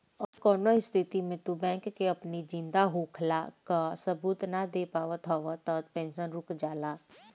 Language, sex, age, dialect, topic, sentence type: Bhojpuri, male, 25-30, Northern, banking, statement